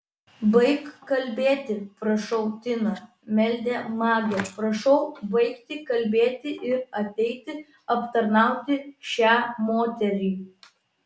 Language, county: Lithuanian, Vilnius